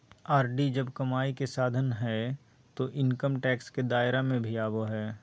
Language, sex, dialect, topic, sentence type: Magahi, male, Southern, banking, statement